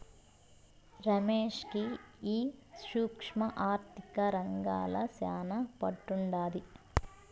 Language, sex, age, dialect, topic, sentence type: Telugu, female, 25-30, Southern, banking, statement